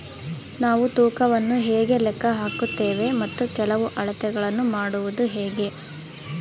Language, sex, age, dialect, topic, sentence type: Kannada, female, 18-24, Central, agriculture, question